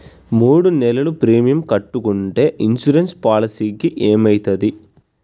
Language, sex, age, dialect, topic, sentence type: Telugu, male, 18-24, Telangana, banking, question